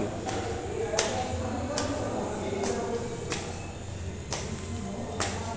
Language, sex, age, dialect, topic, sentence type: Bengali, male, 18-24, Western, agriculture, statement